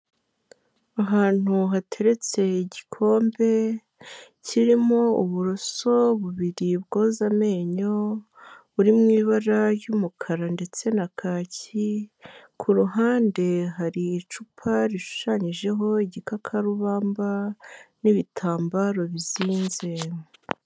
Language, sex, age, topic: Kinyarwanda, male, 18-24, health